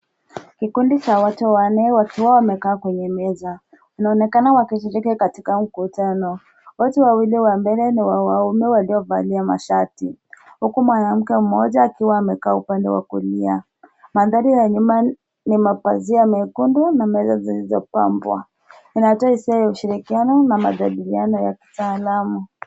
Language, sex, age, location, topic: Swahili, female, 18-24, Nairobi, education